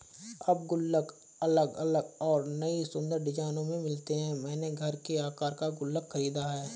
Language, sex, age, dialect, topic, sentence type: Hindi, male, 25-30, Awadhi Bundeli, banking, statement